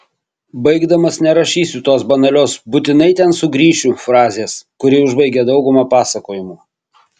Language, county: Lithuanian, Kaunas